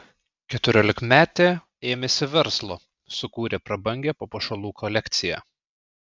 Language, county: Lithuanian, Klaipėda